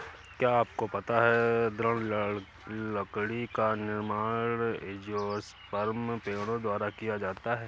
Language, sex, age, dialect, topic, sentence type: Hindi, male, 18-24, Awadhi Bundeli, agriculture, statement